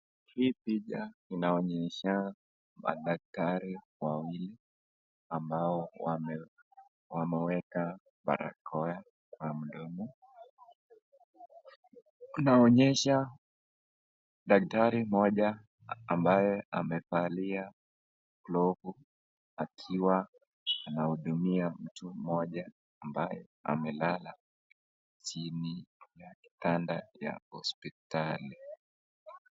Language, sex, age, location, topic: Swahili, male, 25-35, Nakuru, health